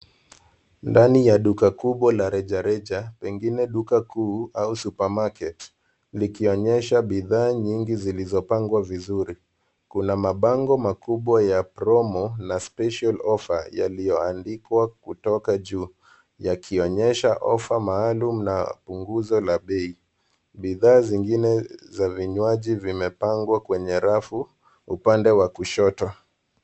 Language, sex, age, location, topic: Swahili, male, 18-24, Nairobi, finance